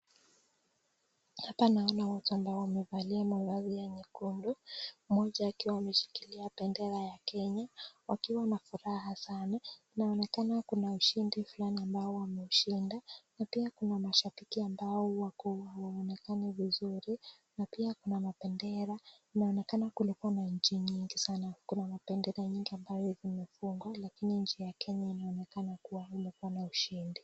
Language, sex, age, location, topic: Swahili, female, 18-24, Nakuru, education